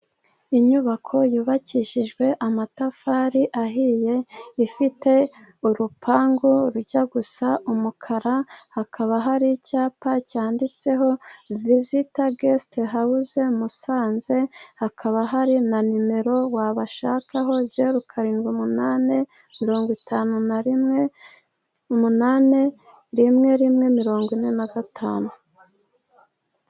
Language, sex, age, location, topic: Kinyarwanda, female, 25-35, Musanze, finance